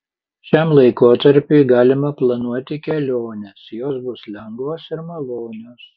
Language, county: Lithuanian, Panevėžys